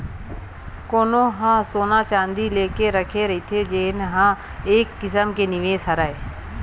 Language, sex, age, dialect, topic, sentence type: Chhattisgarhi, female, 36-40, Western/Budati/Khatahi, banking, statement